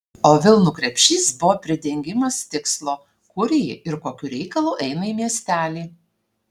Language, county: Lithuanian, Alytus